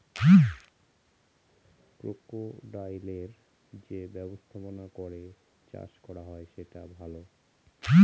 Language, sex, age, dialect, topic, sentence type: Bengali, male, 31-35, Northern/Varendri, agriculture, statement